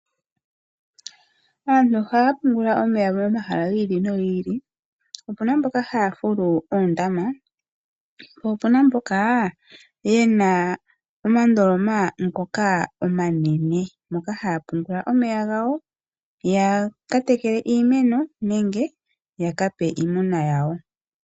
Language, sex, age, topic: Oshiwambo, female, 25-35, agriculture